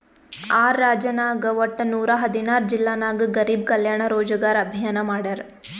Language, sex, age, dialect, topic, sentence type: Kannada, female, 18-24, Northeastern, banking, statement